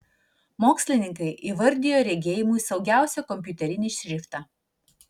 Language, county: Lithuanian, Vilnius